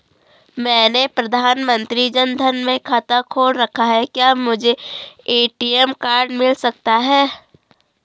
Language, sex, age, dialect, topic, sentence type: Hindi, female, 18-24, Garhwali, banking, question